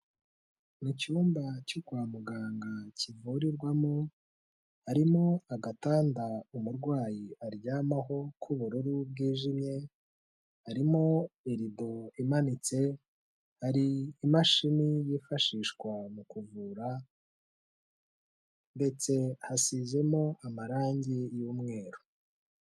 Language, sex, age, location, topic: Kinyarwanda, male, 25-35, Kigali, health